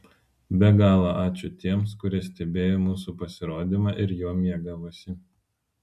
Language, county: Lithuanian, Vilnius